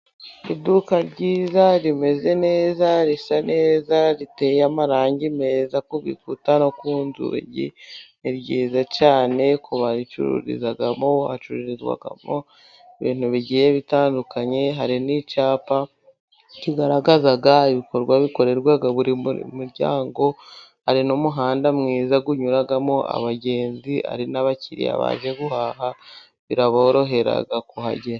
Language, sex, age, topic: Kinyarwanda, female, 25-35, finance